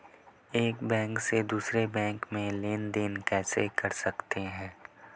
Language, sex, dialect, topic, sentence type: Hindi, male, Marwari Dhudhari, banking, question